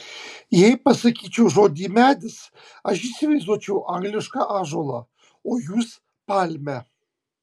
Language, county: Lithuanian, Kaunas